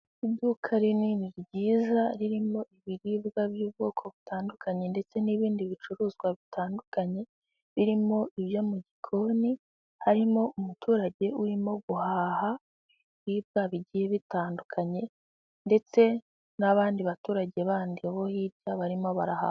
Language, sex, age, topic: Kinyarwanda, female, 18-24, finance